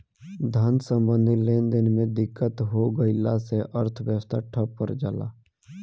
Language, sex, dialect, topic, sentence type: Bhojpuri, male, Southern / Standard, banking, statement